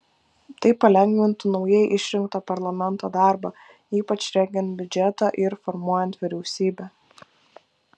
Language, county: Lithuanian, Kaunas